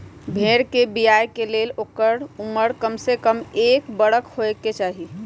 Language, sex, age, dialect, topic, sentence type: Magahi, female, 31-35, Western, agriculture, statement